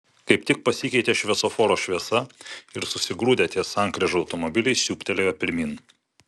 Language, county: Lithuanian, Vilnius